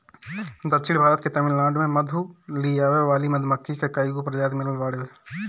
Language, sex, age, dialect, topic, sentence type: Bhojpuri, male, 18-24, Northern, agriculture, statement